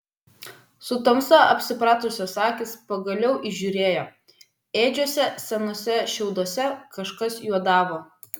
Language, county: Lithuanian, Vilnius